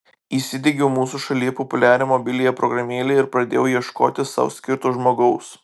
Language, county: Lithuanian, Vilnius